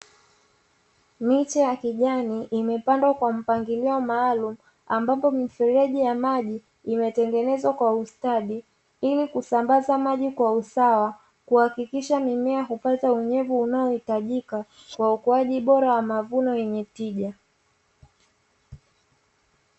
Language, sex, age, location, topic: Swahili, female, 25-35, Dar es Salaam, agriculture